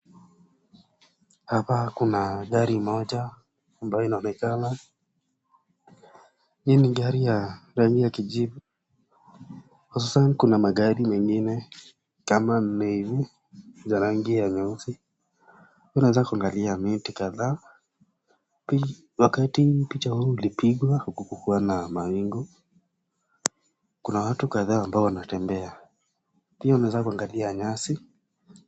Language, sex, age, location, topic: Swahili, male, 18-24, Nakuru, finance